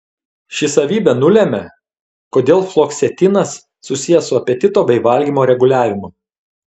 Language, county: Lithuanian, Telšiai